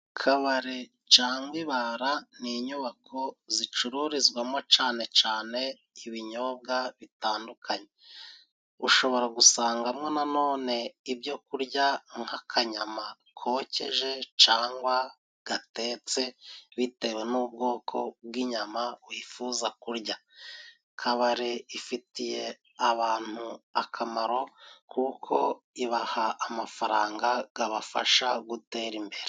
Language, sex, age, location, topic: Kinyarwanda, male, 36-49, Musanze, finance